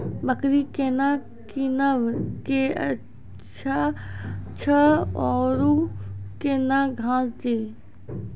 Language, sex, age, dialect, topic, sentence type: Maithili, female, 25-30, Angika, agriculture, question